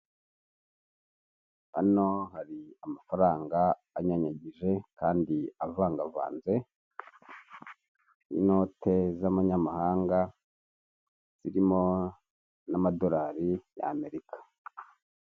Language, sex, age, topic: Kinyarwanda, male, 50+, finance